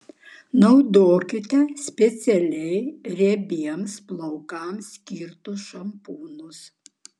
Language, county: Lithuanian, Vilnius